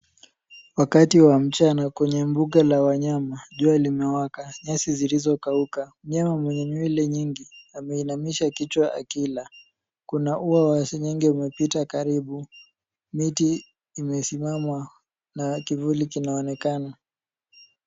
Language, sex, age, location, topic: Swahili, male, 18-24, Nairobi, government